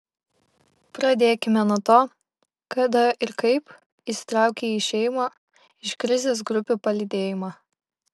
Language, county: Lithuanian, Kaunas